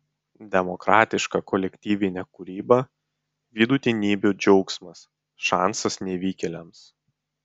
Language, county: Lithuanian, Vilnius